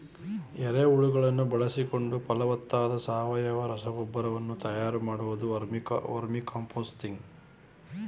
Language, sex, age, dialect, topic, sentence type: Kannada, male, 41-45, Mysore Kannada, agriculture, statement